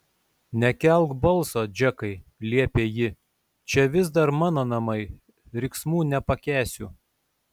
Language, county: Lithuanian, Šiauliai